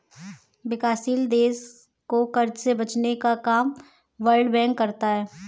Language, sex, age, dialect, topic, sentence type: Hindi, female, 18-24, Kanauji Braj Bhasha, banking, statement